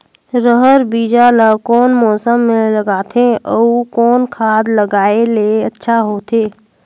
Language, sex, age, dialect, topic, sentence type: Chhattisgarhi, female, 18-24, Northern/Bhandar, agriculture, question